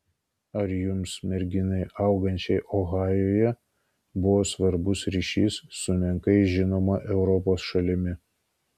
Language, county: Lithuanian, Kaunas